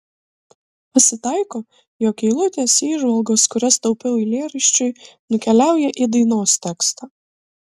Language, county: Lithuanian, Kaunas